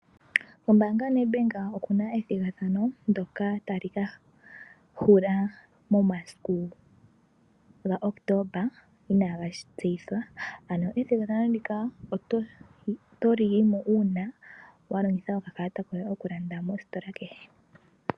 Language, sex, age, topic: Oshiwambo, female, 18-24, finance